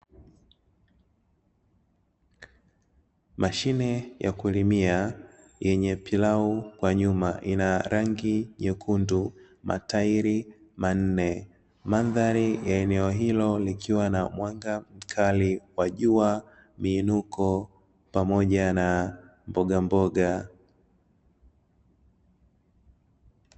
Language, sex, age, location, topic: Swahili, male, 25-35, Dar es Salaam, agriculture